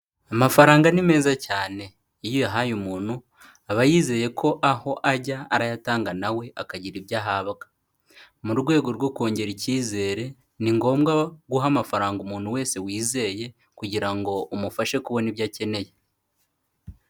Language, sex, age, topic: Kinyarwanda, male, 18-24, finance